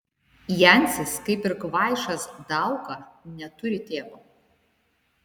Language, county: Lithuanian, Šiauliai